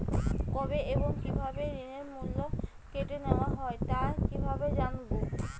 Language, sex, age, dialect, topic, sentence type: Bengali, female, 25-30, Rajbangshi, banking, question